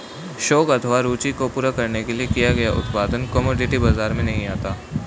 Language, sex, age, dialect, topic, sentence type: Hindi, male, 18-24, Hindustani Malvi Khadi Boli, banking, statement